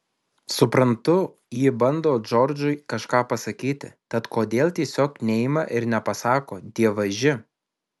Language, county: Lithuanian, Alytus